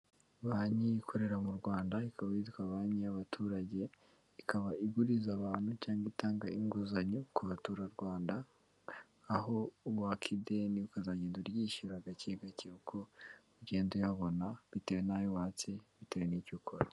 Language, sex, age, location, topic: Kinyarwanda, female, 18-24, Kigali, finance